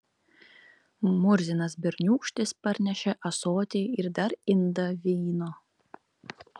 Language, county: Lithuanian, Klaipėda